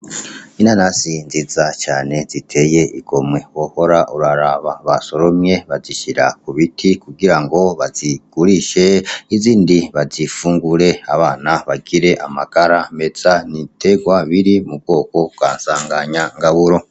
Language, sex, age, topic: Rundi, male, 36-49, agriculture